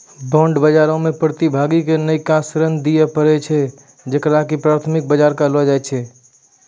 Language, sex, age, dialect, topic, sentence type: Maithili, male, 18-24, Angika, banking, statement